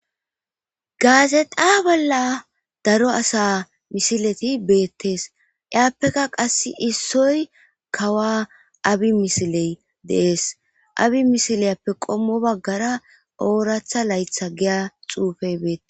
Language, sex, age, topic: Gamo, female, 25-35, government